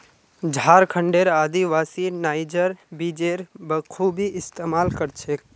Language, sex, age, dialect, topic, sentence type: Magahi, male, 18-24, Northeastern/Surjapuri, agriculture, statement